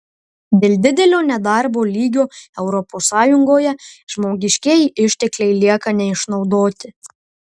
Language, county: Lithuanian, Marijampolė